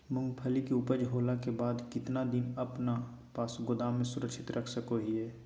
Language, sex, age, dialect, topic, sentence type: Magahi, male, 18-24, Southern, agriculture, question